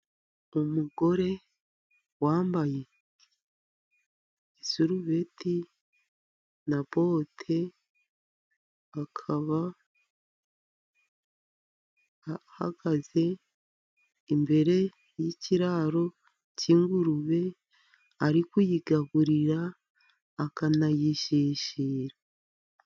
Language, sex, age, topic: Kinyarwanda, female, 50+, agriculture